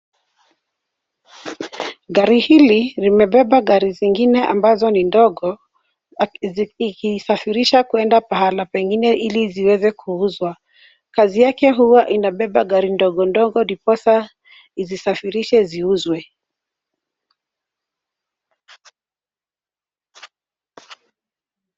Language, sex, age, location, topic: Swahili, female, 36-49, Nairobi, finance